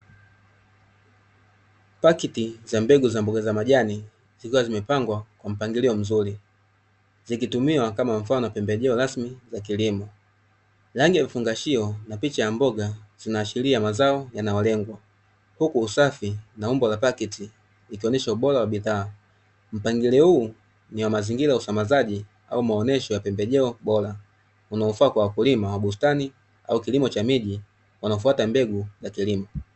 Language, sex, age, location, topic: Swahili, male, 25-35, Dar es Salaam, agriculture